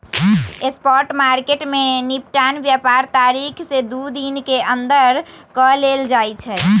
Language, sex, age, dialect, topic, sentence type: Magahi, female, 18-24, Western, banking, statement